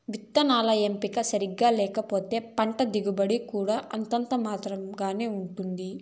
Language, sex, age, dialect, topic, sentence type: Telugu, female, 25-30, Southern, agriculture, statement